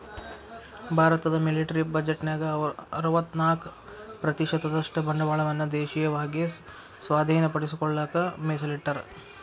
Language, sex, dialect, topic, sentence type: Kannada, male, Dharwad Kannada, banking, statement